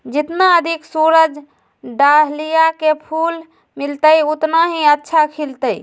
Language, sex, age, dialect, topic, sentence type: Magahi, female, 18-24, Western, agriculture, statement